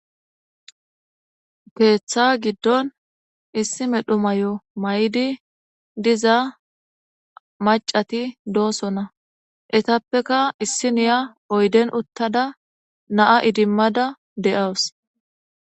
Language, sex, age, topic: Gamo, female, 25-35, government